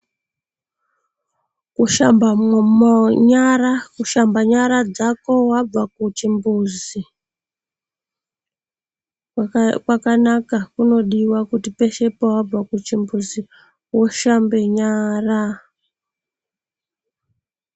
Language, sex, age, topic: Ndau, female, 25-35, health